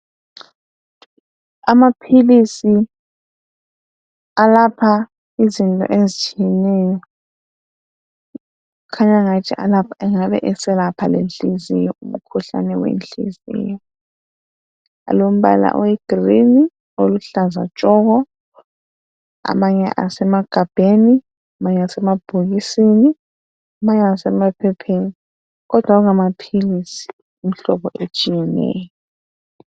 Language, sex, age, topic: North Ndebele, female, 18-24, health